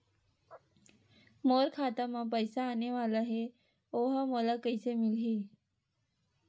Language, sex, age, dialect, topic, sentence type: Chhattisgarhi, female, 18-24, Western/Budati/Khatahi, banking, question